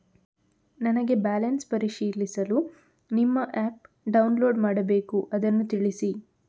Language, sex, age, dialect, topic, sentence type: Kannada, female, 18-24, Coastal/Dakshin, banking, question